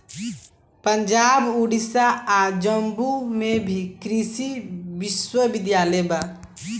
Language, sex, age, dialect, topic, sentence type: Bhojpuri, male, <18, Southern / Standard, agriculture, statement